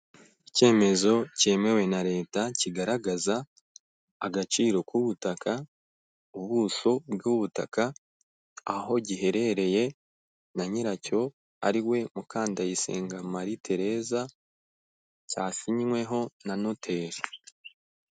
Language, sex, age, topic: Kinyarwanda, male, 18-24, finance